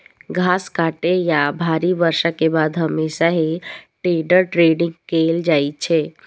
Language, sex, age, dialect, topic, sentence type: Maithili, female, 18-24, Eastern / Thethi, agriculture, statement